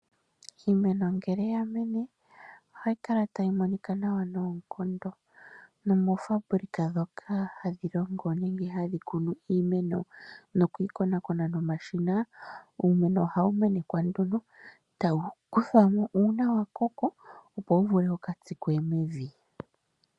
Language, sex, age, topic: Oshiwambo, female, 25-35, agriculture